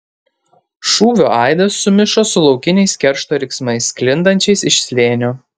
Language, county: Lithuanian, Panevėžys